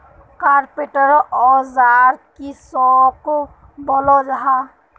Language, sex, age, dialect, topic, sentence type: Magahi, female, 18-24, Northeastern/Surjapuri, agriculture, question